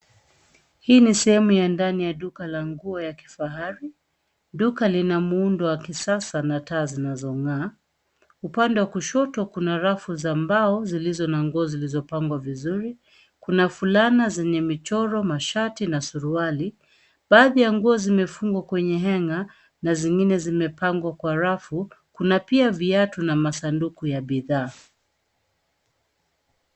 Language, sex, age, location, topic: Swahili, female, 36-49, Nairobi, finance